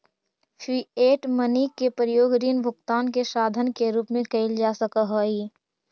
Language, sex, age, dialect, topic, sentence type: Magahi, female, 60-100, Central/Standard, banking, statement